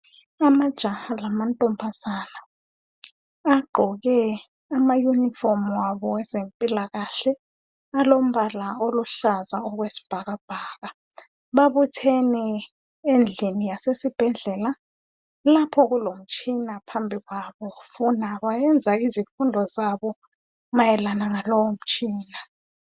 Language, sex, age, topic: North Ndebele, female, 25-35, health